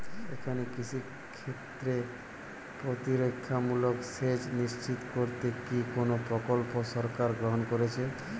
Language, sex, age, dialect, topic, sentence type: Bengali, male, 18-24, Jharkhandi, agriculture, question